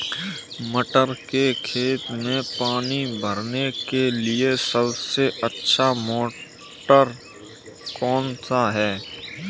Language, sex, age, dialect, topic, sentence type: Hindi, male, 18-24, Kanauji Braj Bhasha, agriculture, question